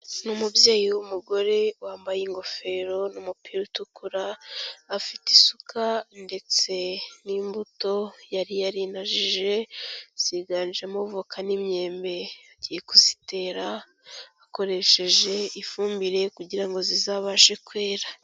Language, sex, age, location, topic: Kinyarwanda, female, 18-24, Kigali, agriculture